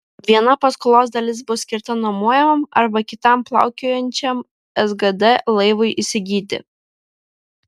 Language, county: Lithuanian, Vilnius